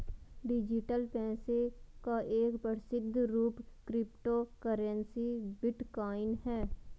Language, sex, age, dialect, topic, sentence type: Hindi, female, 18-24, Garhwali, banking, statement